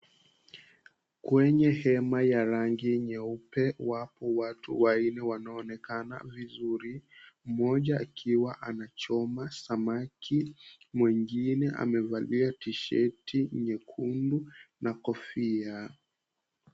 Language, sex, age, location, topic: Swahili, male, 18-24, Mombasa, agriculture